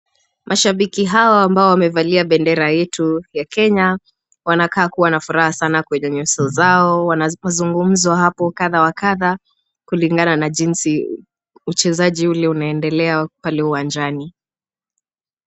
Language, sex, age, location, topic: Swahili, female, 25-35, Kisumu, government